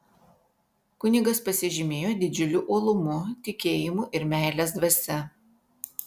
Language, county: Lithuanian, Vilnius